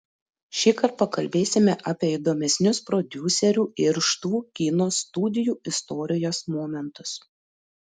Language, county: Lithuanian, Panevėžys